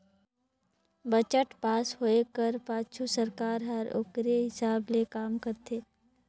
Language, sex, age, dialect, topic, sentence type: Chhattisgarhi, male, 56-60, Northern/Bhandar, banking, statement